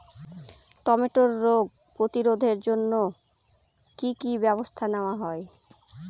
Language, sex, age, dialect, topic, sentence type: Bengali, female, 18-24, Northern/Varendri, agriculture, question